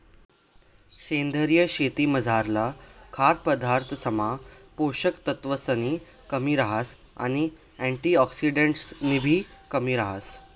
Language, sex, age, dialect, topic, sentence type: Marathi, male, 18-24, Northern Konkan, agriculture, statement